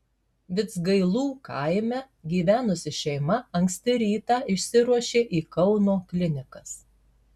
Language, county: Lithuanian, Marijampolė